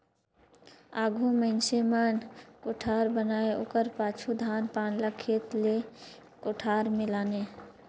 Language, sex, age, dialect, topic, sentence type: Chhattisgarhi, male, 56-60, Northern/Bhandar, agriculture, statement